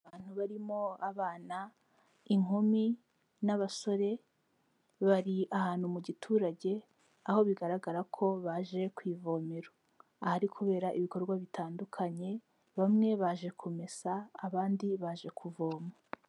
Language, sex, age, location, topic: Kinyarwanda, female, 18-24, Kigali, health